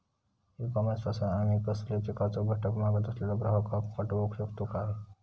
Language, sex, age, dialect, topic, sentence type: Marathi, female, 25-30, Southern Konkan, agriculture, question